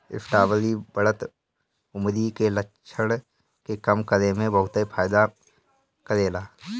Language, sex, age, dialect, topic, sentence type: Bhojpuri, male, 31-35, Northern, agriculture, statement